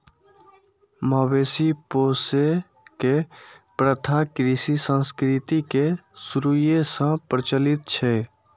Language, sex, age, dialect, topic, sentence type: Maithili, male, 51-55, Eastern / Thethi, agriculture, statement